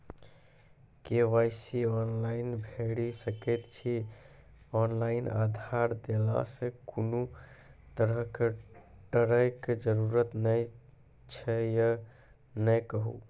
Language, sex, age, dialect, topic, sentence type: Maithili, male, 25-30, Angika, banking, question